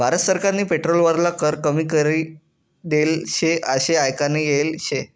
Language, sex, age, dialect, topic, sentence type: Marathi, male, 18-24, Northern Konkan, banking, statement